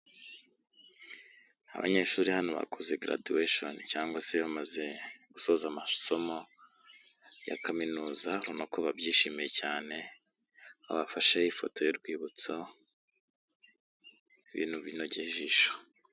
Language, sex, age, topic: Kinyarwanda, male, 25-35, education